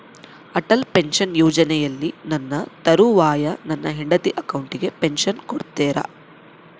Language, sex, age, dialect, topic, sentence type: Kannada, female, 18-24, Central, banking, question